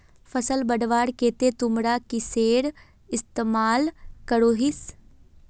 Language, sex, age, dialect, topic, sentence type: Magahi, female, 36-40, Northeastern/Surjapuri, agriculture, question